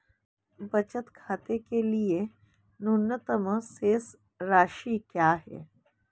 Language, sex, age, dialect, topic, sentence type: Hindi, female, 36-40, Marwari Dhudhari, banking, question